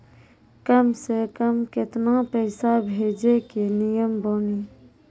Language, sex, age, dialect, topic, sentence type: Maithili, female, 25-30, Angika, banking, question